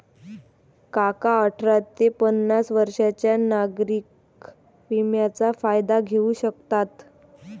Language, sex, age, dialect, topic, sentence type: Marathi, female, 18-24, Varhadi, banking, statement